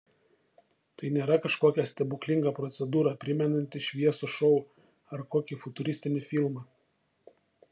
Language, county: Lithuanian, Šiauliai